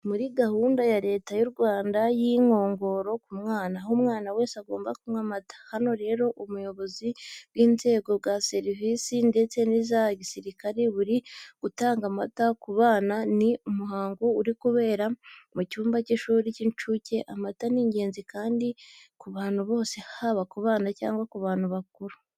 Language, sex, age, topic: Kinyarwanda, female, 18-24, education